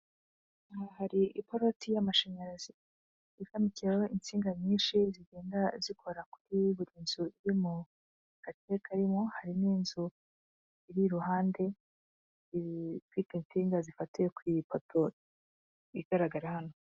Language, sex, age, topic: Kinyarwanda, female, 25-35, government